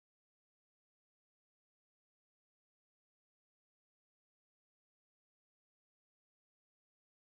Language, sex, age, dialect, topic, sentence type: Chhattisgarhi, female, 18-24, Central, agriculture, question